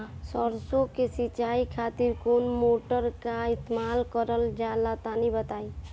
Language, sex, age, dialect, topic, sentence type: Bhojpuri, female, 18-24, Northern, agriculture, question